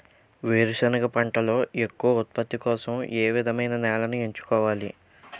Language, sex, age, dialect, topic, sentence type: Telugu, male, 18-24, Utterandhra, agriculture, question